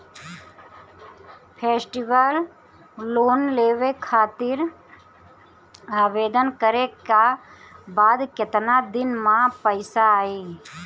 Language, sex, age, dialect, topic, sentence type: Bhojpuri, female, 31-35, Southern / Standard, banking, question